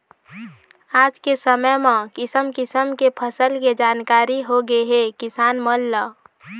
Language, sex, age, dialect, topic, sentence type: Chhattisgarhi, female, 25-30, Eastern, agriculture, statement